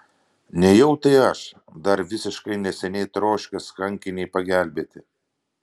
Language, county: Lithuanian, Vilnius